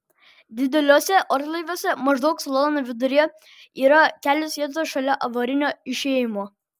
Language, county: Lithuanian, Vilnius